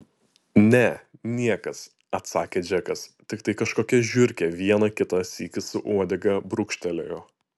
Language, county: Lithuanian, Utena